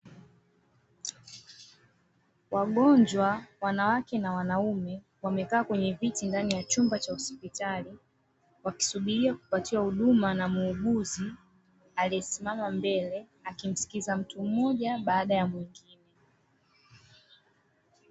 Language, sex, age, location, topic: Swahili, female, 25-35, Dar es Salaam, health